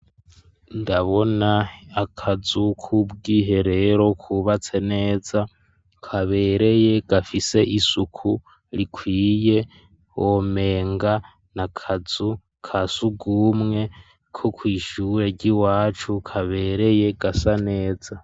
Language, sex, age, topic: Rundi, male, 18-24, education